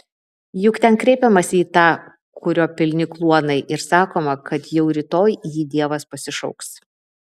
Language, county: Lithuanian, Vilnius